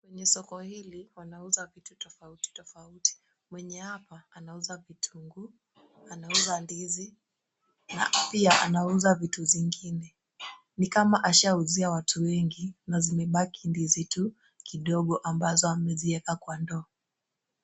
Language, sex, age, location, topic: Swahili, female, 18-24, Kisumu, finance